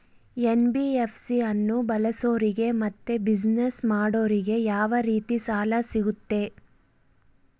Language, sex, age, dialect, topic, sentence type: Kannada, female, 25-30, Central, banking, question